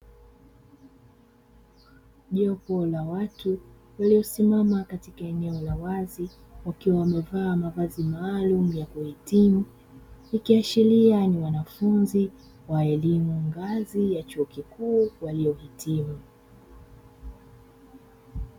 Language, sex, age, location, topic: Swahili, female, 25-35, Dar es Salaam, education